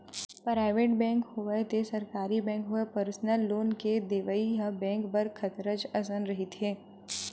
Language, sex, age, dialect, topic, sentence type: Chhattisgarhi, female, 18-24, Western/Budati/Khatahi, banking, statement